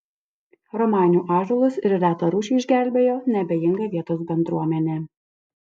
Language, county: Lithuanian, Alytus